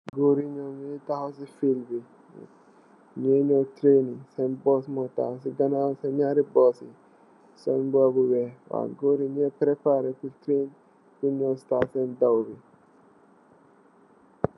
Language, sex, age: Wolof, male, 18-24